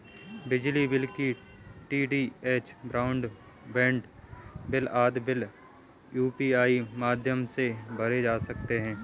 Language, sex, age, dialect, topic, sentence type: Hindi, male, 25-30, Kanauji Braj Bhasha, banking, statement